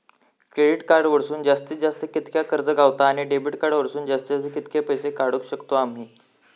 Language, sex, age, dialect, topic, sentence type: Marathi, male, 18-24, Southern Konkan, banking, question